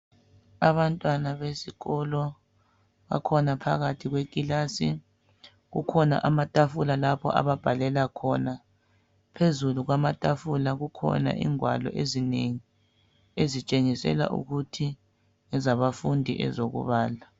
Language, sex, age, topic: North Ndebele, male, 36-49, education